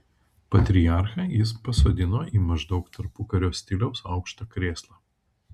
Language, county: Lithuanian, Kaunas